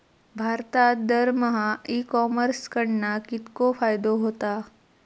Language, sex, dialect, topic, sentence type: Marathi, female, Southern Konkan, agriculture, question